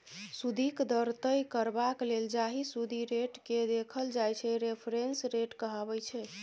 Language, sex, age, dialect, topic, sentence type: Maithili, female, 25-30, Bajjika, banking, statement